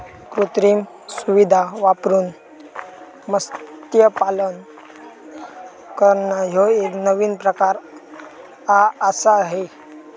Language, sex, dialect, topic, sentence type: Marathi, male, Southern Konkan, agriculture, statement